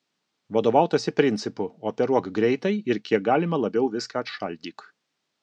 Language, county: Lithuanian, Alytus